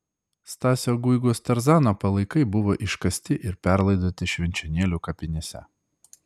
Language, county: Lithuanian, Klaipėda